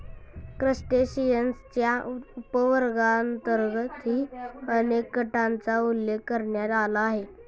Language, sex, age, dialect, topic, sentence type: Marathi, male, 51-55, Standard Marathi, agriculture, statement